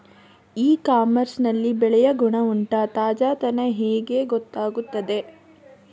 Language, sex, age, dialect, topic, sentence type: Kannada, female, 41-45, Coastal/Dakshin, agriculture, question